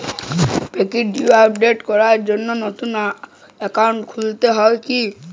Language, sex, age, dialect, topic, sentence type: Bengali, male, 18-24, Jharkhandi, banking, question